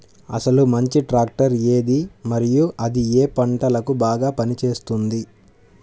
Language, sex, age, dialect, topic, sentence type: Telugu, male, 25-30, Central/Coastal, agriculture, question